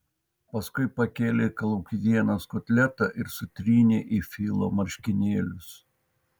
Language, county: Lithuanian, Vilnius